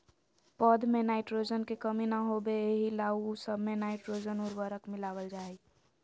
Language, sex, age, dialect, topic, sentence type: Magahi, female, 18-24, Southern, agriculture, statement